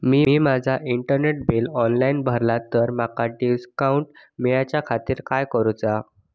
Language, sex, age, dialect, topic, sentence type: Marathi, male, 41-45, Southern Konkan, banking, question